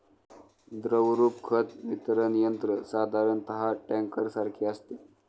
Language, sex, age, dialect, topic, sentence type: Marathi, male, 25-30, Standard Marathi, agriculture, statement